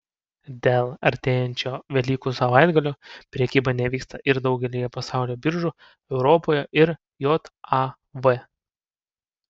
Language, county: Lithuanian, Panevėžys